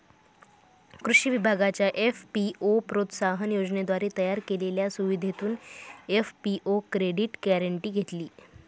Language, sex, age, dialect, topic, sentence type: Marathi, female, 18-24, Northern Konkan, agriculture, statement